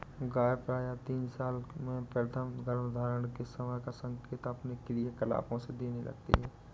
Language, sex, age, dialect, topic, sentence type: Hindi, male, 18-24, Awadhi Bundeli, agriculture, statement